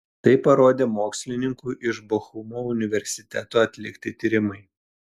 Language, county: Lithuanian, Telšiai